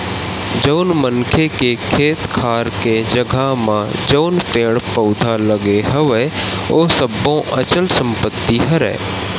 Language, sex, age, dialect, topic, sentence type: Chhattisgarhi, male, 18-24, Western/Budati/Khatahi, banking, statement